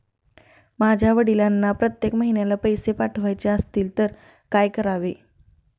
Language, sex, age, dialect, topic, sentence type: Marathi, female, 25-30, Standard Marathi, banking, question